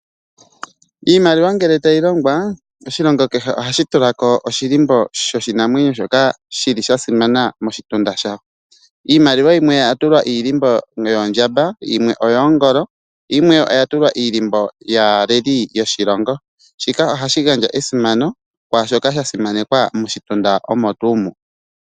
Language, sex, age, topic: Oshiwambo, male, 25-35, finance